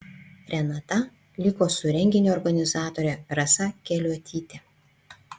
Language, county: Lithuanian, Panevėžys